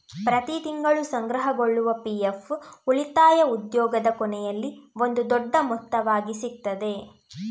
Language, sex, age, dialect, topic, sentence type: Kannada, female, 18-24, Coastal/Dakshin, banking, statement